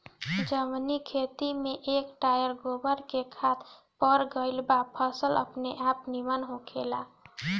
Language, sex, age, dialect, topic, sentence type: Bhojpuri, female, 25-30, Northern, agriculture, statement